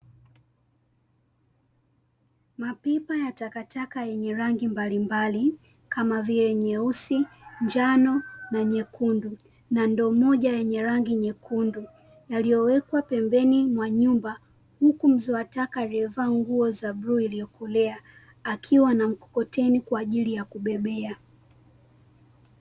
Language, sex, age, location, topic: Swahili, female, 18-24, Dar es Salaam, government